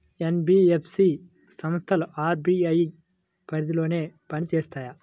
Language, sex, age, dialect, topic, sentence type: Telugu, male, 25-30, Central/Coastal, banking, question